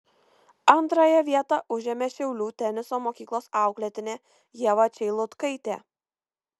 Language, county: Lithuanian, Kaunas